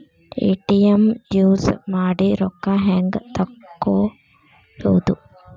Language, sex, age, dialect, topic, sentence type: Kannada, female, 18-24, Dharwad Kannada, banking, question